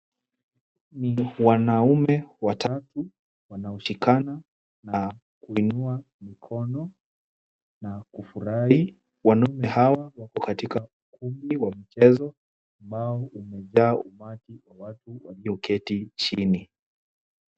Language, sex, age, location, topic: Swahili, male, 18-24, Kisumu, government